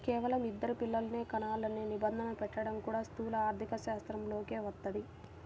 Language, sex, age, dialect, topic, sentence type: Telugu, female, 18-24, Central/Coastal, banking, statement